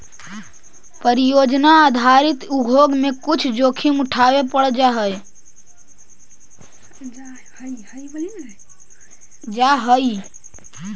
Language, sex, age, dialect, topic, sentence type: Magahi, female, 51-55, Central/Standard, agriculture, statement